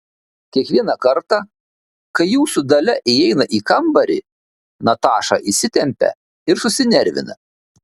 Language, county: Lithuanian, Šiauliai